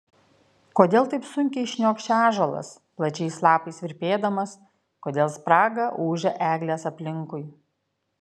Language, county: Lithuanian, Kaunas